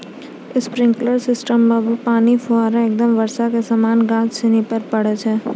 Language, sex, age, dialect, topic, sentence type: Maithili, female, 60-100, Angika, agriculture, statement